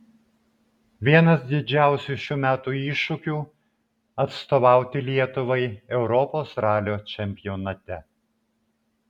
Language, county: Lithuanian, Vilnius